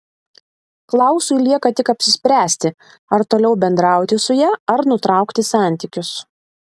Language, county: Lithuanian, Vilnius